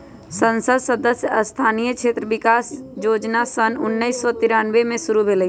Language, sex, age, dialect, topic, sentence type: Magahi, female, 25-30, Western, banking, statement